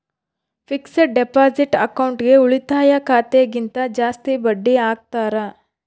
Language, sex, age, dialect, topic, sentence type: Kannada, female, 31-35, Central, banking, statement